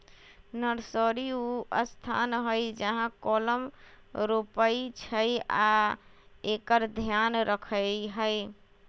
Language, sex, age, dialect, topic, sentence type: Magahi, female, 18-24, Western, agriculture, statement